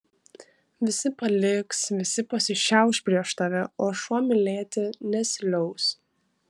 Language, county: Lithuanian, Kaunas